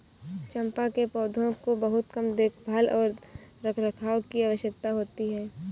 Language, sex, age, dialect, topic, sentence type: Hindi, female, 18-24, Kanauji Braj Bhasha, agriculture, statement